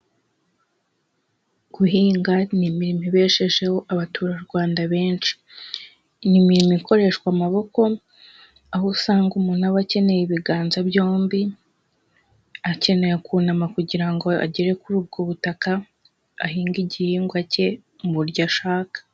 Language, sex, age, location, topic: Kinyarwanda, female, 18-24, Huye, agriculture